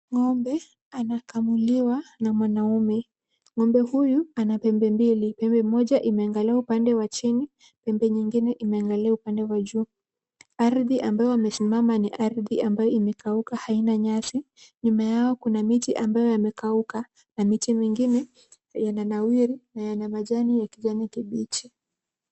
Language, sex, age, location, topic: Swahili, female, 18-24, Kisumu, agriculture